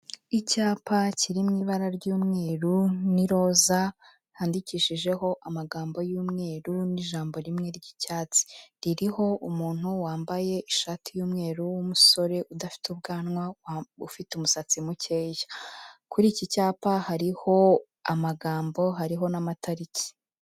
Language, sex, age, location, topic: Kinyarwanda, female, 25-35, Kigali, health